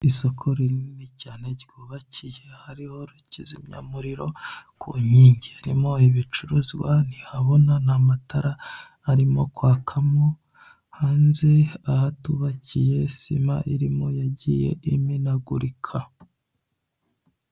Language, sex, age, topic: Kinyarwanda, male, 25-35, finance